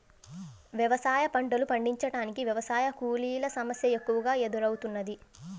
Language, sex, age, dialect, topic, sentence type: Telugu, female, 18-24, Central/Coastal, agriculture, statement